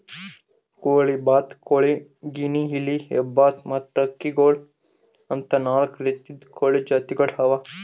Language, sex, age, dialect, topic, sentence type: Kannada, male, 25-30, Northeastern, agriculture, statement